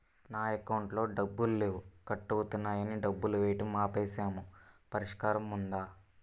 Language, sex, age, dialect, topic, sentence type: Telugu, male, 18-24, Central/Coastal, banking, question